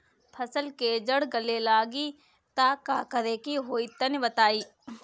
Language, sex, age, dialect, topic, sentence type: Bhojpuri, female, 18-24, Northern, agriculture, question